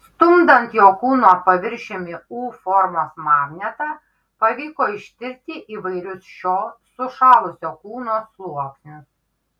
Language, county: Lithuanian, Kaunas